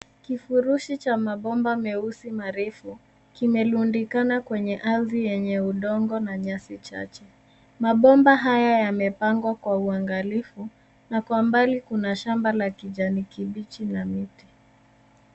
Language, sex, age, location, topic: Swahili, female, 18-24, Nairobi, government